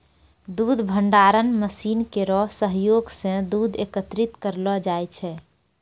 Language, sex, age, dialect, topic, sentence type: Maithili, female, 25-30, Angika, agriculture, statement